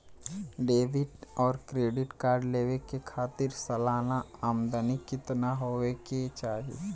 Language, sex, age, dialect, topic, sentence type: Bhojpuri, male, 18-24, Western, banking, question